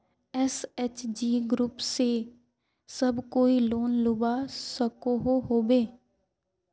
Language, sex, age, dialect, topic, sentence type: Magahi, female, 18-24, Northeastern/Surjapuri, banking, question